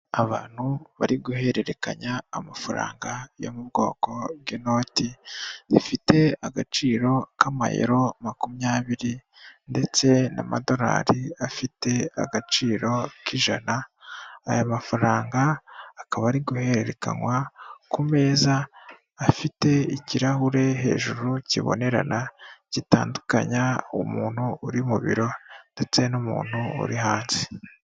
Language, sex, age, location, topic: Kinyarwanda, female, 18-24, Kigali, finance